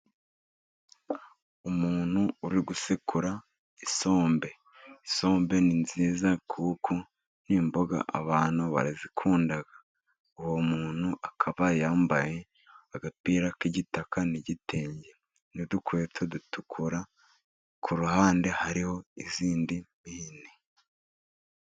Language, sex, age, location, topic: Kinyarwanda, male, 36-49, Musanze, government